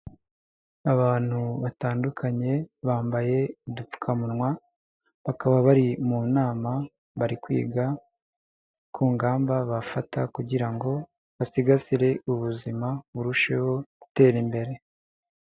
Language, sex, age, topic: Kinyarwanda, male, 18-24, health